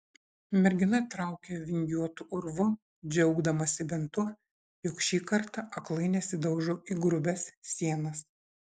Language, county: Lithuanian, Šiauliai